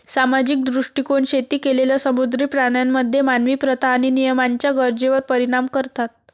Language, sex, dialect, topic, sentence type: Marathi, female, Varhadi, agriculture, statement